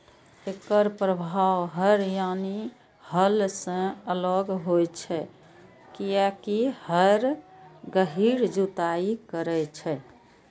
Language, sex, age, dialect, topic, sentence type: Maithili, female, 41-45, Eastern / Thethi, agriculture, statement